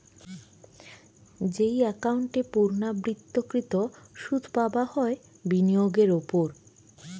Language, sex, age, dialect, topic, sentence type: Bengali, female, 25-30, Western, banking, statement